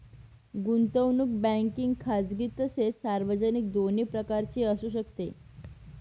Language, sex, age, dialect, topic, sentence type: Marathi, female, 18-24, Northern Konkan, banking, statement